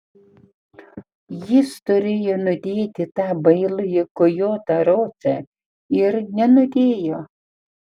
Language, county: Lithuanian, Panevėžys